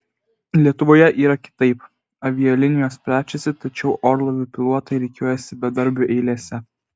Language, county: Lithuanian, Vilnius